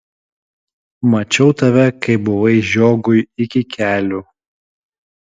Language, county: Lithuanian, Kaunas